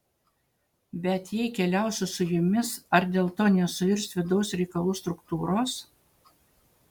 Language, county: Lithuanian, Utena